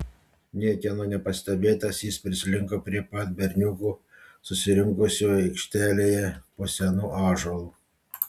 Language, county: Lithuanian, Panevėžys